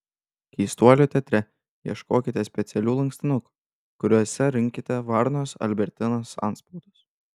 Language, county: Lithuanian, Panevėžys